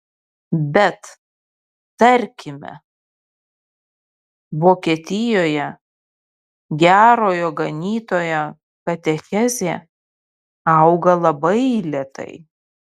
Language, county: Lithuanian, Kaunas